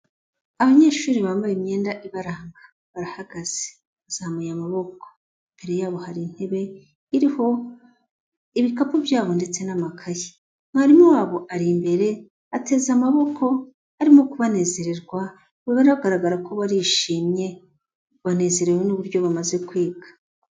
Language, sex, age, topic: Kinyarwanda, female, 25-35, education